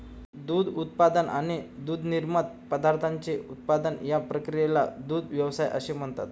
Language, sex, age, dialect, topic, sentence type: Marathi, male, 25-30, Standard Marathi, agriculture, statement